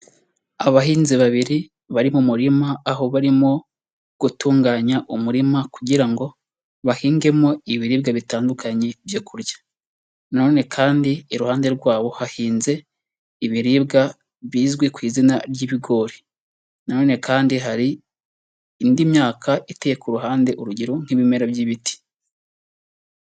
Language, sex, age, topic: Kinyarwanda, male, 18-24, agriculture